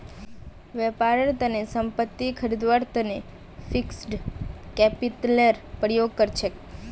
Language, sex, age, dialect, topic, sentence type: Magahi, female, 25-30, Northeastern/Surjapuri, banking, statement